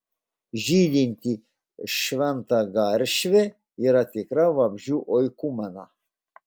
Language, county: Lithuanian, Klaipėda